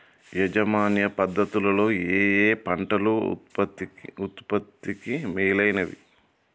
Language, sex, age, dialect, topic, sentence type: Telugu, male, 31-35, Telangana, agriculture, question